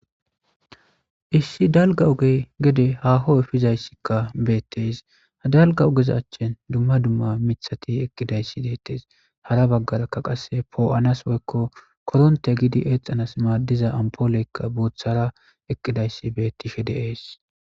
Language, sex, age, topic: Gamo, male, 18-24, government